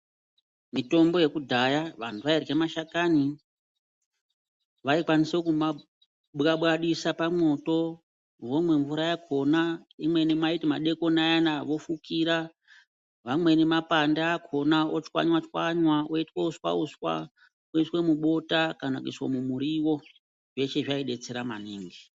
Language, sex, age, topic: Ndau, female, 50+, health